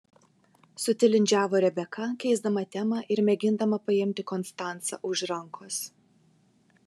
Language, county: Lithuanian, Vilnius